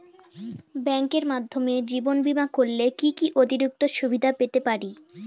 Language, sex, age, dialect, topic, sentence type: Bengali, female, <18, Northern/Varendri, banking, question